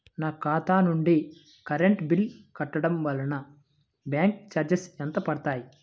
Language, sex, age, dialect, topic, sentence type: Telugu, male, 18-24, Central/Coastal, banking, question